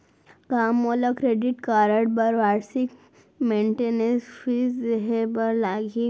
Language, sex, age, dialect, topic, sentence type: Chhattisgarhi, female, 18-24, Central, banking, question